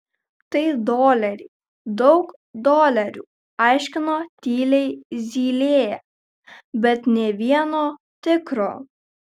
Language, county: Lithuanian, Kaunas